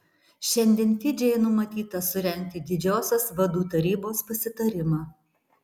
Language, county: Lithuanian, Tauragė